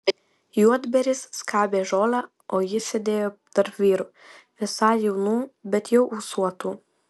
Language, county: Lithuanian, Vilnius